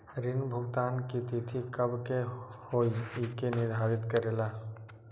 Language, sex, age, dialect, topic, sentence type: Magahi, male, 18-24, Western, banking, question